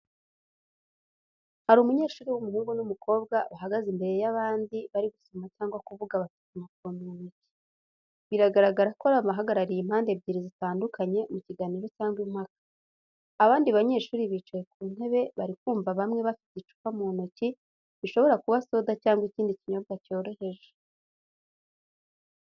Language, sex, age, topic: Kinyarwanda, female, 18-24, education